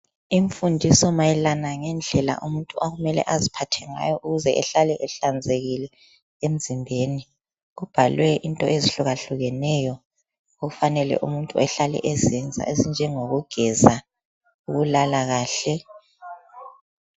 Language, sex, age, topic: North Ndebele, female, 25-35, health